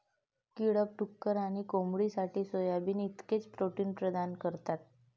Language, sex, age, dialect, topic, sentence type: Marathi, female, 31-35, Varhadi, agriculture, statement